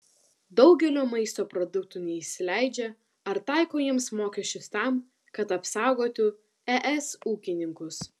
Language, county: Lithuanian, Vilnius